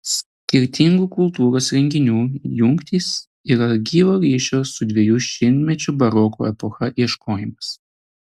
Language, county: Lithuanian, Telšiai